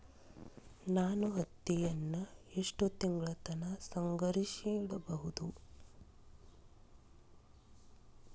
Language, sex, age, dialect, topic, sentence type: Kannada, female, 36-40, Dharwad Kannada, agriculture, question